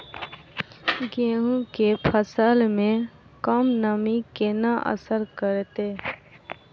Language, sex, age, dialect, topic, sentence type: Maithili, female, 25-30, Southern/Standard, agriculture, question